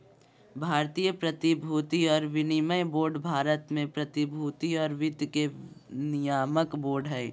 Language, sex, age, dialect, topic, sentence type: Magahi, female, 18-24, Southern, banking, statement